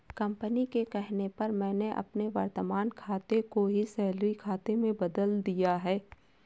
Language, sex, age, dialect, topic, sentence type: Hindi, female, 18-24, Awadhi Bundeli, banking, statement